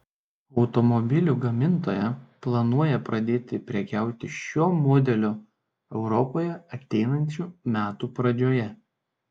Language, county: Lithuanian, Šiauliai